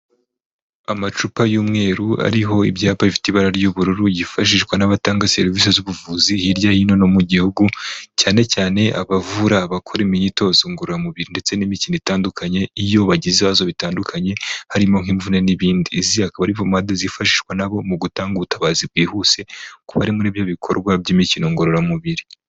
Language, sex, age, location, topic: Kinyarwanda, male, 25-35, Huye, health